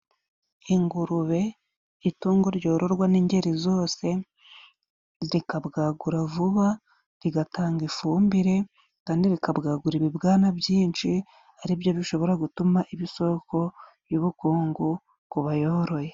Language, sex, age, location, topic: Kinyarwanda, female, 25-35, Musanze, agriculture